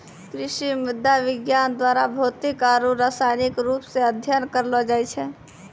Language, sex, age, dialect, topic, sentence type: Maithili, female, 18-24, Angika, agriculture, statement